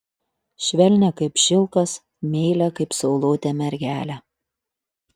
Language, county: Lithuanian, Utena